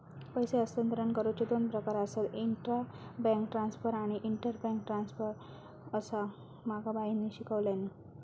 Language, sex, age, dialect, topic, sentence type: Marathi, female, 36-40, Southern Konkan, banking, statement